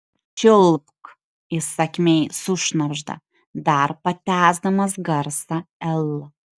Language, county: Lithuanian, Šiauliai